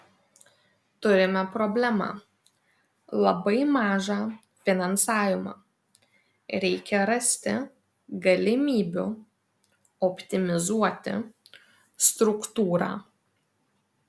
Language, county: Lithuanian, Vilnius